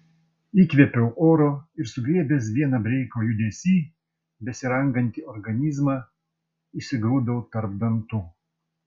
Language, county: Lithuanian, Vilnius